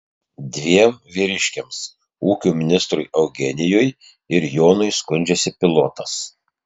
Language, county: Lithuanian, Tauragė